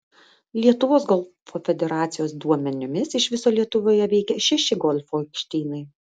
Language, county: Lithuanian, Vilnius